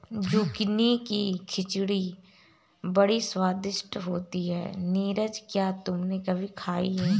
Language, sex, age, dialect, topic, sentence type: Hindi, female, 31-35, Marwari Dhudhari, agriculture, statement